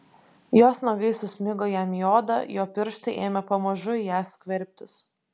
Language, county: Lithuanian, Vilnius